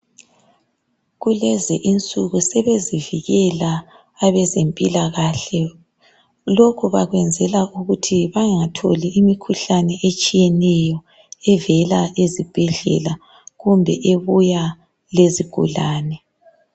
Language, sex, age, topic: North Ndebele, female, 18-24, health